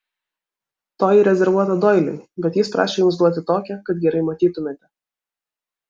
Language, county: Lithuanian, Vilnius